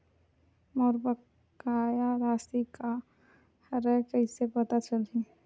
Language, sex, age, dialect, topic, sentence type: Chhattisgarhi, female, 31-35, Western/Budati/Khatahi, banking, question